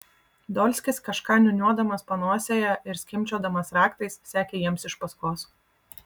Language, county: Lithuanian, Vilnius